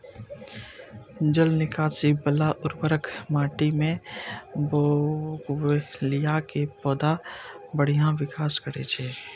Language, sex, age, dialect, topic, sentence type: Maithili, male, 18-24, Eastern / Thethi, agriculture, statement